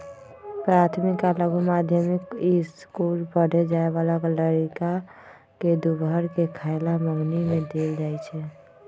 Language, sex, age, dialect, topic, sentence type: Magahi, female, 25-30, Western, agriculture, statement